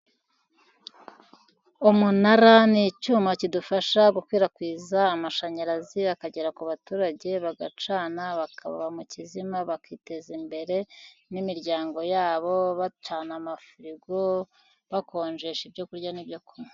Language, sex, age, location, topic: Kinyarwanda, female, 50+, Kigali, government